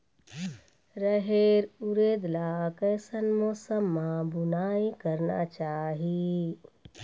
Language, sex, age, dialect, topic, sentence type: Chhattisgarhi, female, 36-40, Eastern, agriculture, question